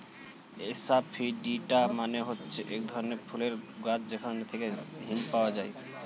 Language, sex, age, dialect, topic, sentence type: Bengali, male, 18-24, Standard Colloquial, agriculture, statement